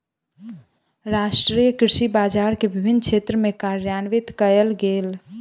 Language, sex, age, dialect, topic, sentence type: Maithili, female, 18-24, Southern/Standard, agriculture, statement